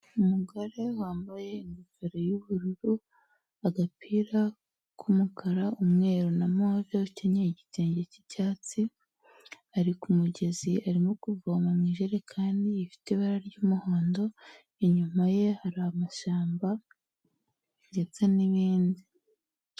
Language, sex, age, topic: Kinyarwanda, female, 18-24, health